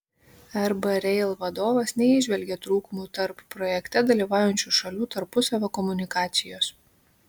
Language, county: Lithuanian, Kaunas